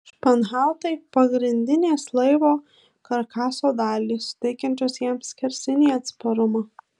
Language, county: Lithuanian, Marijampolė